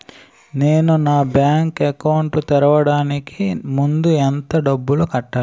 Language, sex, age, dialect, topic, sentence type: Telugu, male, 18-24, Utterandhra, banking, question